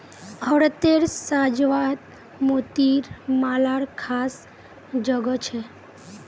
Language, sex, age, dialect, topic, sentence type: Magahi, female, 18-24, Northeastern/Surjapuri, agriculture, statement